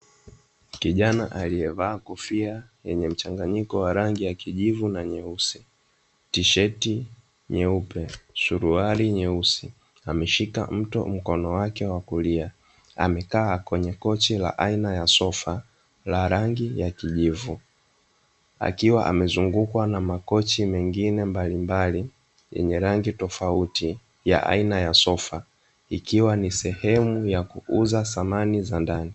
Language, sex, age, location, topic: Swahili, male, 18-24, Dar es Salaam, finance